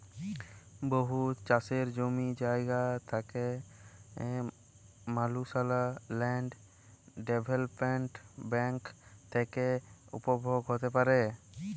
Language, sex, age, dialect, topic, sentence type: Bengali, male, 18-24, Jharkhandi, banking, statement